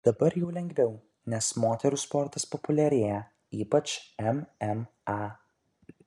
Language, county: Lithuanian, Kaunas